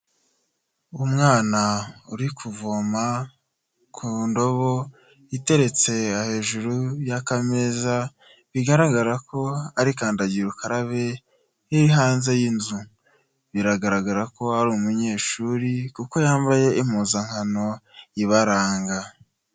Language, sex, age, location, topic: Kinyarwanda, male, 25-35, Huye, health